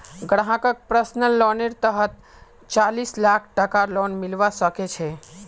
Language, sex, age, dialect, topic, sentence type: Magahi, male, 18-24, Northeastern/Surjapuri, banking, statement